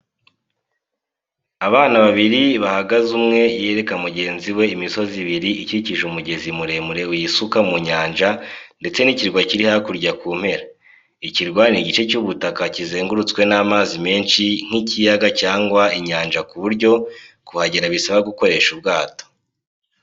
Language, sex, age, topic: Kinyarwanda, male, 18-24, education